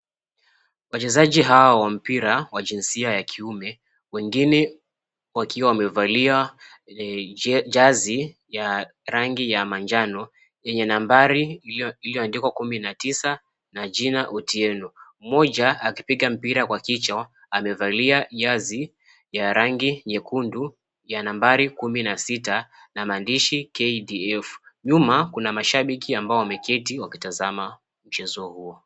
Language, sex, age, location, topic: Swahili, male, 25-35, Mombasa, government